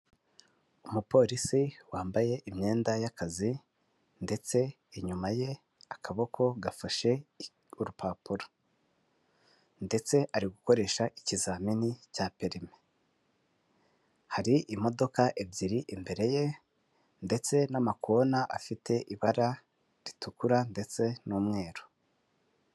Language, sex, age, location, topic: Kinyarwanda, male, 25-35, Kigali, government